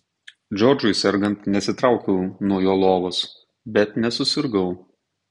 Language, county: Lithuanian, Tauragė